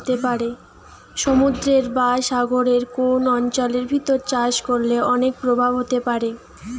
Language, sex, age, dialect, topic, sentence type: Bengali, female, 18-24, Western, agriculture, statement